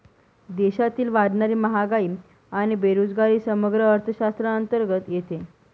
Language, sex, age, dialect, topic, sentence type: Marathi, female, 18-24, Northern Konkan, banking, statement